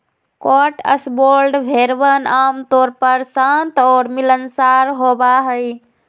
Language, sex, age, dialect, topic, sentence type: Magahi, female, 25-30, Western, agriculture, statement